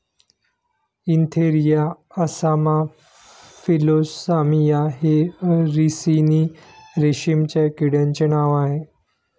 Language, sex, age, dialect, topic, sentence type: Marathi, male, 31-35, Standard Marathi, agriculture, statement